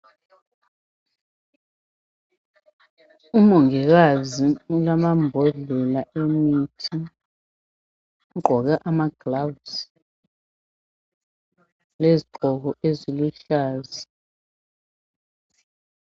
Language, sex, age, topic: North Ndebele, female, 50+, health